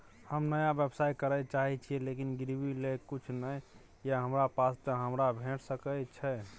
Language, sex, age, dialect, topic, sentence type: Maithili, male, 25-30, Bajjika, banking, question